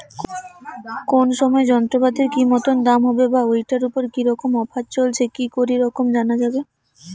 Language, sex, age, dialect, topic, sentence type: Bengali, female, 18-24, Rajbangshi, agriculture, question